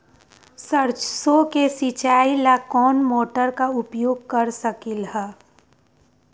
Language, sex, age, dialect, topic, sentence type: Magahi, female, 18-24, Western, agriculture, question